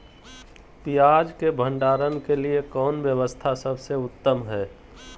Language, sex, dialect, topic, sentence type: Magahi, male, Southern, agriculture, question